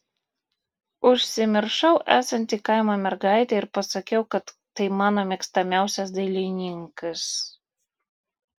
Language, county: Lithuanian, Vilnius